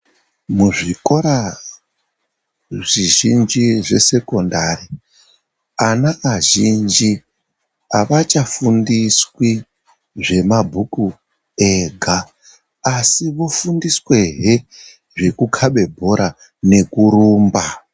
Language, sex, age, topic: Ndau, male, 36-49, education